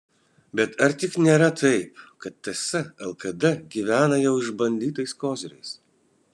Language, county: Lithuanian, Kaunas